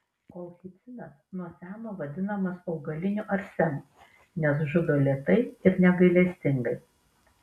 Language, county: Lithuanian, Vilnius